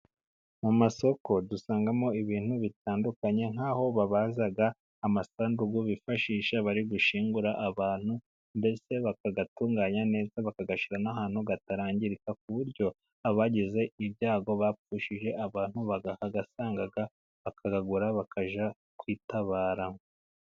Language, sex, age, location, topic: Kinyarwanda, male, 50+, Musanze, finance